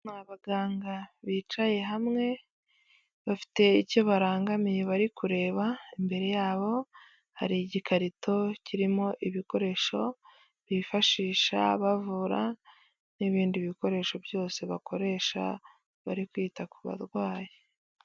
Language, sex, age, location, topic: Kinyarwanda, female, 25-35, Huye, health